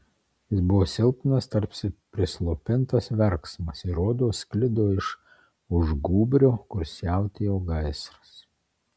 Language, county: Lithuanian, Marijampolė